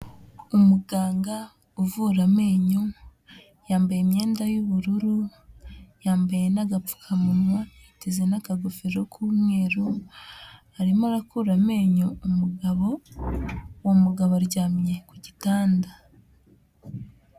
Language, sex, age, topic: Kinyarwanda, female, 25-35, health